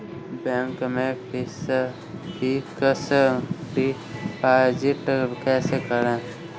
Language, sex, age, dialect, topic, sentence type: Hindi, male, 46-50, Kanauji Braj Bhasha, banking, question